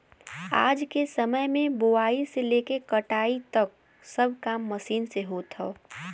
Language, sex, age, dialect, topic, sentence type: Bhojpuri, female, 18-24, Western, agriculture, statement